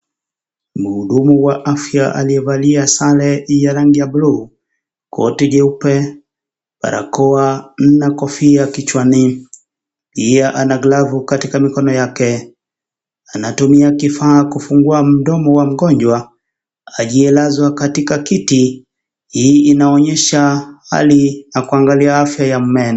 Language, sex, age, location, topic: Swahili, male, 25-35, Kisii, health